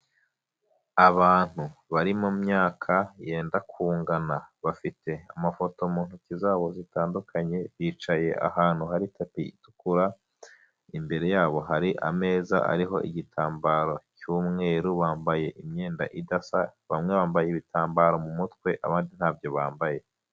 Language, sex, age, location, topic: Kinyarwanda, male, 25-35, Huye, health